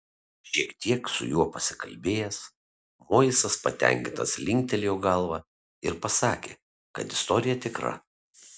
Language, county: Lithuanian, Kaunas